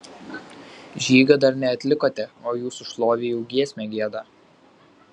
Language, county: Lithuanian, Šiauliai